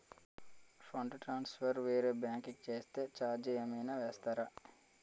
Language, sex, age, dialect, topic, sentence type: Telugu, male, 25-30, Utterandhra, banking, question